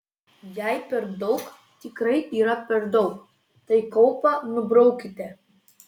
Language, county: Lithuanian, Vilnius